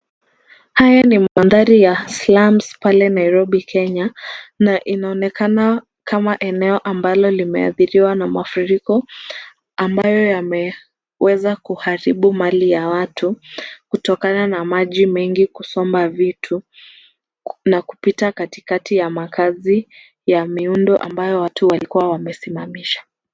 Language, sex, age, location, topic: Swahili, female, 18-24, Kisumu, health